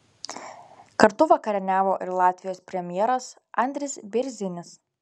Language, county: Lithuanian, Telšiai